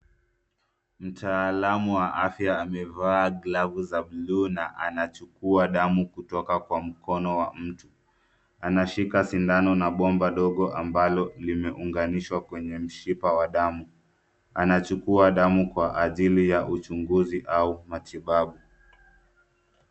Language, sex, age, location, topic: Swahili, male, 25-35, Nairobi, health